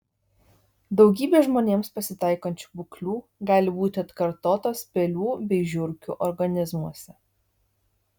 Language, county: Lithuanian, Vilnius